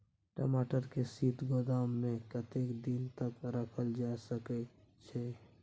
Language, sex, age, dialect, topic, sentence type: Maithili, male, 46-50, Bajjika, agriculture, question